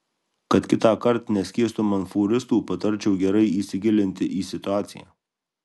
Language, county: Lithuanian, Alytus